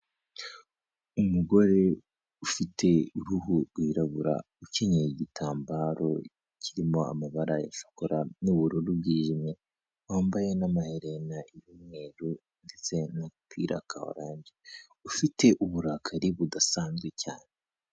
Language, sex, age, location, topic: Kinyarwanda, male, 18-24, Kigali, health